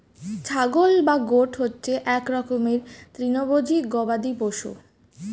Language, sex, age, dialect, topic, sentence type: Bengali, female, 18-24, Standard Colloquial, agriculture, statement